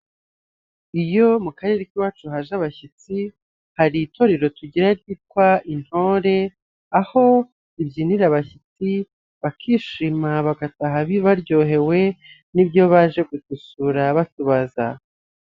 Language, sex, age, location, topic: Kinyarwanda, male, 25-35, Nyagatare, government